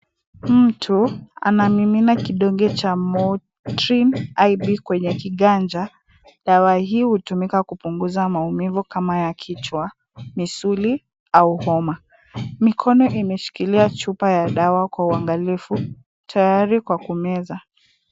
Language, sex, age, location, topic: Swahili, female, 18-24, Kisumu, health